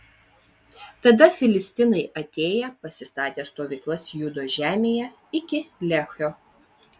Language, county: Lithuanian, Vilnius